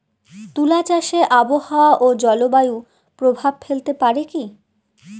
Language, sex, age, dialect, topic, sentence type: Bengali, female, 18-24, Northern/Varendri, agriculture, question